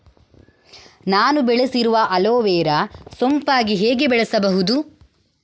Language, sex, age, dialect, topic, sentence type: Kannada, female, 25-30, Coastal/Dakshin, agriculture, question